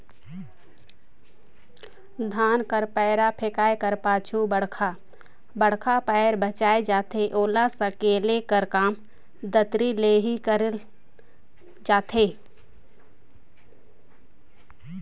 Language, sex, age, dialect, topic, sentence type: Chhattisgarhi, female, 60-100, Northern/Bhandar, agriculture, statement